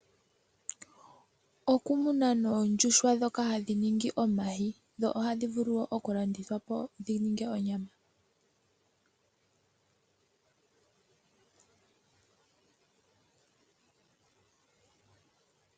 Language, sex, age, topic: Oshiwambo, female, 18-24, agriculture